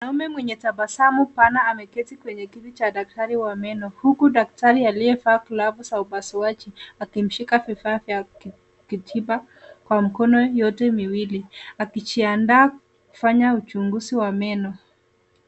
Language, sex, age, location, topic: Swahili, female, 18-24, Nairobi, health